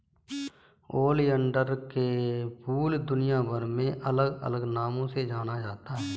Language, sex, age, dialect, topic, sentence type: Hindi, female, 18-24, Kanauji Braj Bhasha, agriculture, statement